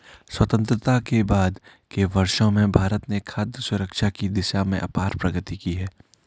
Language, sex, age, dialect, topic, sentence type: Hindi, male, 41-45, Garhwali, agriculture, statement